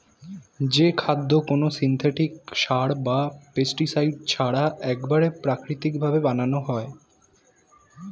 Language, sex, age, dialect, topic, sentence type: Bengali, male, 18-24, Standard Colloquial, agriculture, statement